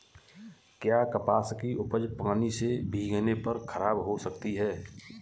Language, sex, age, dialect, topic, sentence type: Hindi, male, 41-45, Kanauji Braj Bhasha, agriculture, question